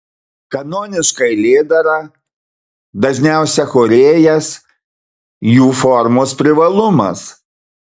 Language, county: Lithuanian, Marijampolė